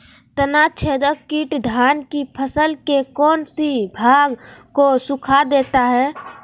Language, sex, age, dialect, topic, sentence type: Magahi, female, 46-50, Southern, agriculture, question